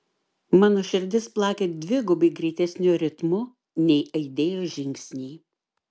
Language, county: Lithuanian, Klaipėda